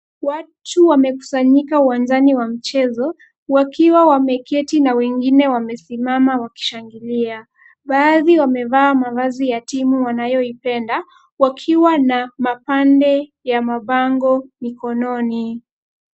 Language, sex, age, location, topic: Swahili, female, 25-35, Kisumu, government